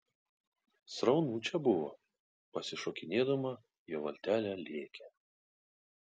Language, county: Lithuanian, Kaunas